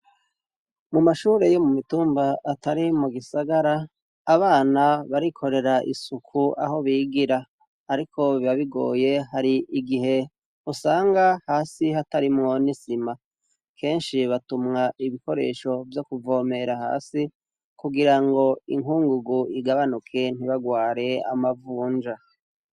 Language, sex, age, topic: Rundi, male, 36-49, education